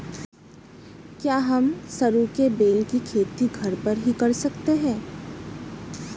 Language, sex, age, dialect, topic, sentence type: Hindi, female, 31-35, Hindustani Malvi Khadi Boli, agriculture, statement